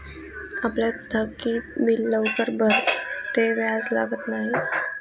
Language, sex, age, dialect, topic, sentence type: Marathi, female, 18-24, Northern Konkan, banking, statement